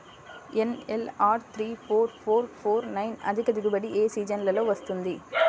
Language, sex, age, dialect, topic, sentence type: Telugu, female, 25-30, Central/Coastal, agriculture, question